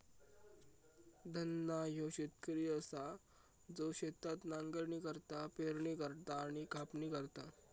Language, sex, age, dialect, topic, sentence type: Marathi, male, 36-40, Southern Konkan, agriculture, statement